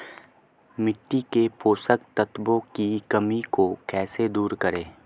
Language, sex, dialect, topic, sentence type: Hindi, male, Marwari Dhudhari, agriculture, question